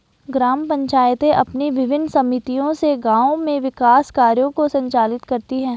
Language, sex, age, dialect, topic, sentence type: Hindi, female, 51-55, Garhwali, banking, statement